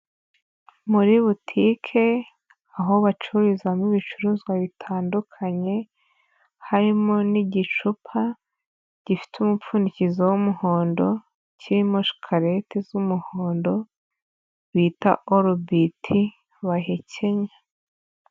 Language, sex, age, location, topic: Kinyarwanda, female, 25-35, Nyagatare, finance